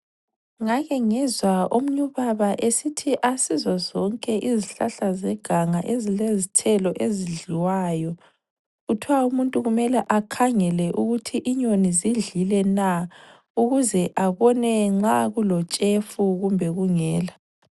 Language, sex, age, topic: North Ndebele, female, 25-35, health